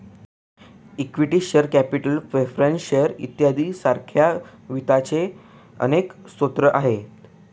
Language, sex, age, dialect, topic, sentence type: Marathi, male, 18-24, Northern Konkan, banking, statement